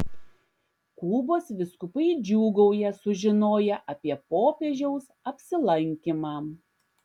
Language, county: Lithuanian, Klaipėda